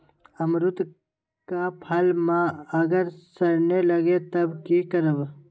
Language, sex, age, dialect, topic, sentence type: Magahi, male, 25-30, Western, agriculture, question